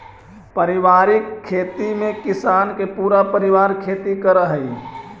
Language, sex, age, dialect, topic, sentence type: Magahi, male, 25-30, Central/Standard, agriculture, statement